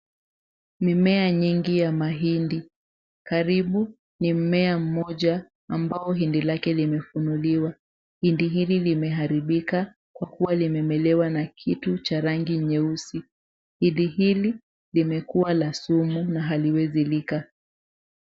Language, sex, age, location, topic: Swahili, female, 18-24, Mombasa, agriculture